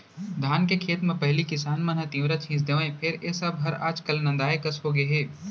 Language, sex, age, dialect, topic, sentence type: Chhattisgarhi, male, 25-30, Central, agriculture, statement